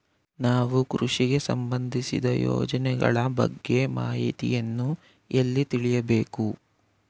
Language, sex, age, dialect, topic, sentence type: Kannada, male, 18-24, Mysore Kannada, agriculture, question